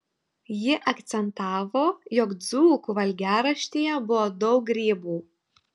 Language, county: Lithuanian, Telšiai